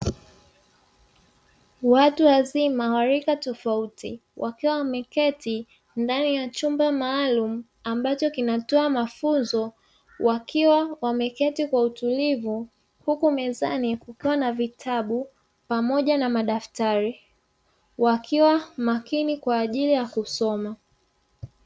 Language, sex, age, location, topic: Swahili, female, 25-35, Dar es Salaam, education